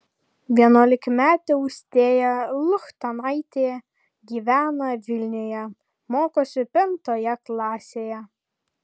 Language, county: Lithuanian, Kaunas